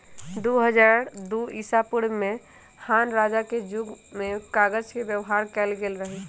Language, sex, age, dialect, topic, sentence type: Magahi, male, 18-24, Western, agriculture, statement